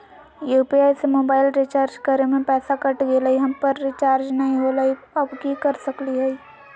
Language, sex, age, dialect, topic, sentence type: Magahi, female, 60-100, Southern, banking, question